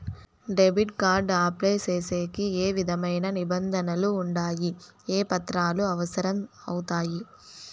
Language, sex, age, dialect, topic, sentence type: Telugu, male, 31-35, Southern, banking, question